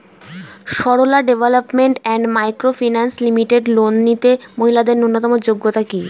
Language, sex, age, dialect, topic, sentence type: Bengali, female, 18-24, Standard Colloquial, banking, question